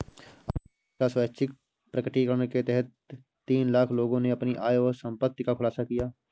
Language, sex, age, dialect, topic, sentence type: Hindi, male, 18-24, Awadhi Bundeli, banking, statement